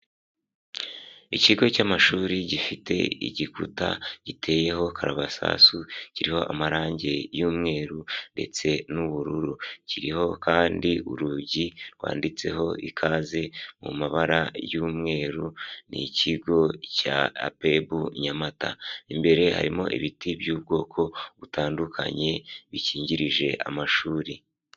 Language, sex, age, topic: Kinyarwanda, male, 18-24, education